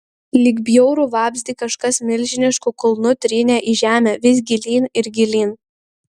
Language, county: Lithuanian, Kaunas